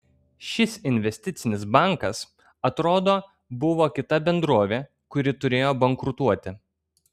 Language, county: Lithuanian, Kaunas